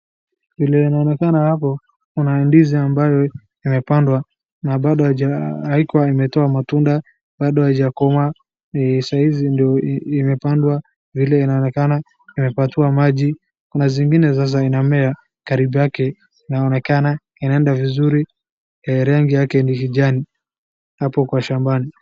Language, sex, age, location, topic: Swahili, male, 18-24, Wajir, agriculture